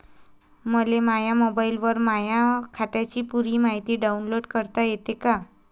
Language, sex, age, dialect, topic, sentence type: Marathi, female, 25-30, Varhadi, banking, question